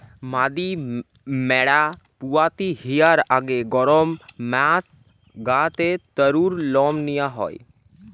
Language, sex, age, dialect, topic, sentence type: Bengali, male, 18-24, Western, agriculture, statement